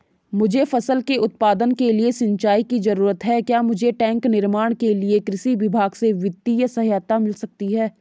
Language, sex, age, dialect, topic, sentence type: Hindi, female, 18-24, Garhwali, agriculture, question